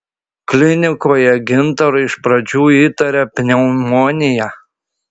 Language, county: Lithuanian, Šiauliai